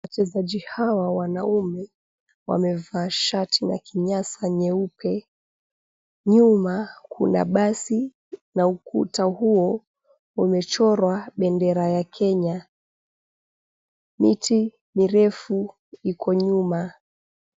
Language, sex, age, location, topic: Swahili, female, 25-35, Mombasa, government